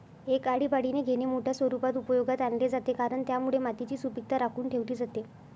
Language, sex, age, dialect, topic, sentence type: Marathi, female, 51-55, Northern Konkan, agriculture, statement